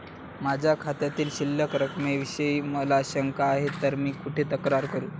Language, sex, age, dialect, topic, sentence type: Marathi, male, 18-24, Standard Marathi, banking, question